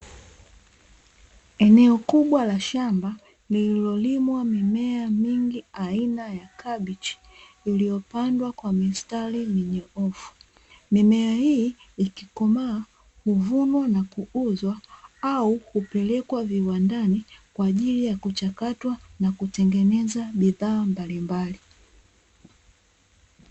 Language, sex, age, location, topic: Swahili, female, 25-35, Dar es Salaam, agriculture